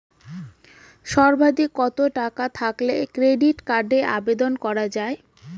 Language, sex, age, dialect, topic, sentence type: Bengali, female, 18-24, Rajbangshi, banking, question